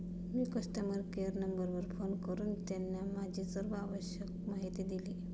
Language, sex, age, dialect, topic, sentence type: Marathi, female, 25-30, Standard Marathi, banking, statement